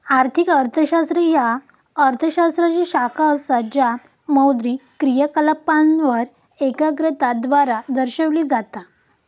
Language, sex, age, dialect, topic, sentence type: Marathi, female, 18-24, Southern Konkan, banking, statement